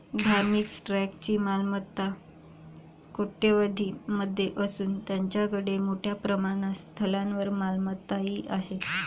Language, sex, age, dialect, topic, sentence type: Marathi, female, 25-30, Varhadi, banking, statement